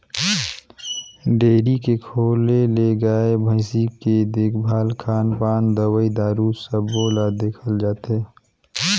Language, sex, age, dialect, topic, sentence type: Chhattisgarhi, male, 31-35, Northern/Bhandar, agriculture, statement